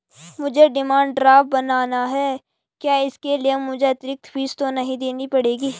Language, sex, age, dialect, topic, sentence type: Hindi, female, 25-30, Garhwali, banking, question